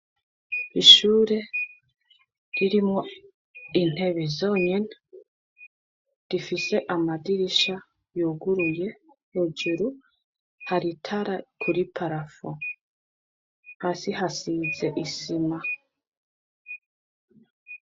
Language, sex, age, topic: Rundi, female, 25-35, education